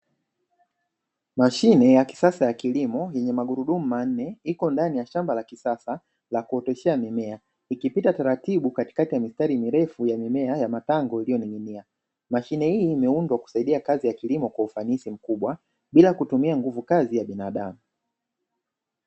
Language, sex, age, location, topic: Swahili, male, 18-24, Dar es Salaam, agriculture